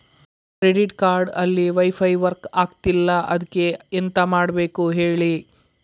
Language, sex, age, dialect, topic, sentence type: Kannada, male, 51-55, Coastal/Dakshin, banking, question